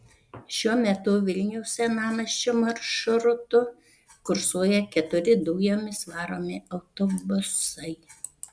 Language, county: Lithuanian, Panevėžys